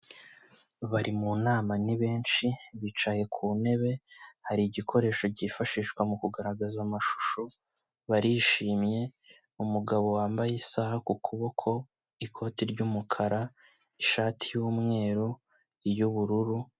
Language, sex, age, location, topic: Kinyarwanda, male, 18-24, Kigali, health